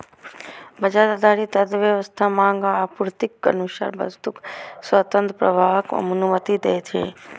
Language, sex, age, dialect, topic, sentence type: Maithili, female, 25-30, Eastern / Thethi, banking, statement